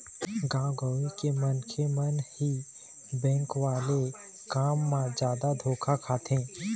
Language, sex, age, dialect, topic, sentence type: Chhattisgarhi, male, 18-24, Eastern, banking, statement